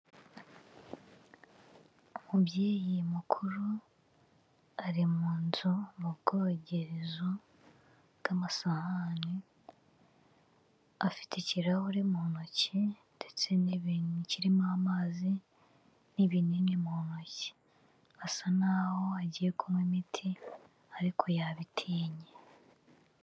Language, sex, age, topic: Kinyarwanda, female, 25-35, health